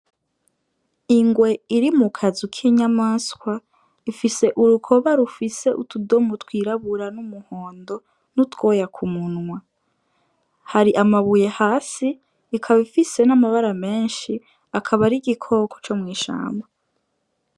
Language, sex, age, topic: Rundi, female, 18-24, agriculture